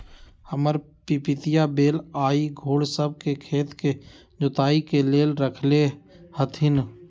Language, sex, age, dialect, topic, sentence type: Magahi, male, 18-24, Western, agriculture, statement